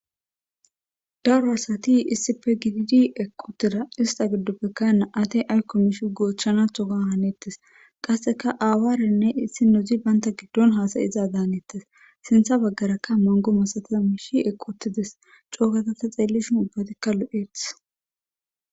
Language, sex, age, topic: Gamo, female, 18-24, government